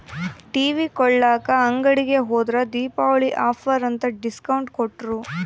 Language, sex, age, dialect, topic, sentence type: Kannada, female, 18-24, Central, banking, statement